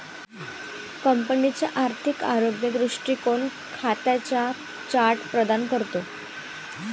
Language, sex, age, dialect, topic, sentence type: Marathi, female, 18-24, Varhadi, banking, statement